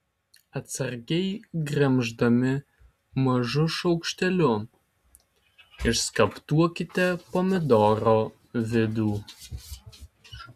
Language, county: Lithuanian, Alytus